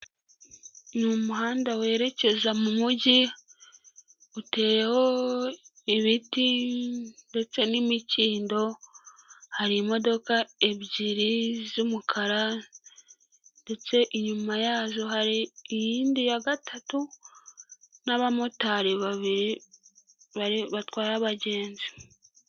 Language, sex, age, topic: Kinyarwanda, female, 25-35, government